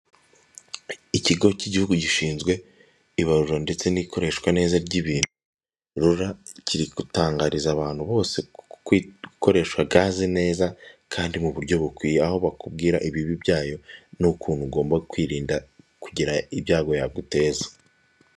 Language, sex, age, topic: Kinyarwanda, male, 18-24, government